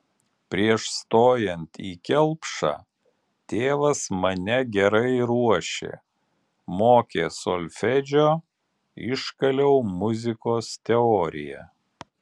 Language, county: Lithuanian, Alytus